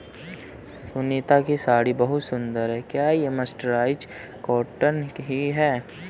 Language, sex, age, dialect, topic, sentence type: Hindi, male, 31-35, Kanauji Braj Bhasha, agriculture, statement